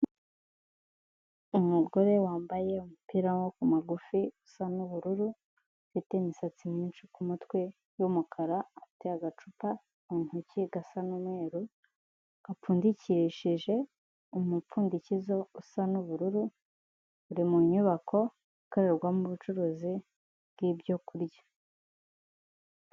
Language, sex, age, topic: Kinyarwanda, female, 18-24, finance